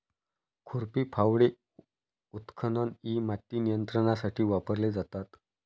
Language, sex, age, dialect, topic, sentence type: Marathi, male, 31-35, Varhadi, agriculture, statement